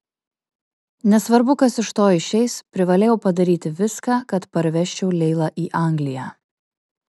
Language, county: Lithuanian, Kaunas